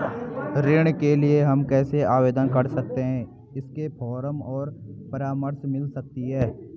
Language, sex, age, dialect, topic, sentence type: Hindi, male, 18-24, Garhwali, banking, question